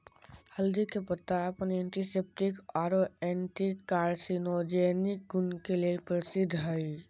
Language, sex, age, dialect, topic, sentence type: Magahi, male, 60-100, Southern, agriculture, statement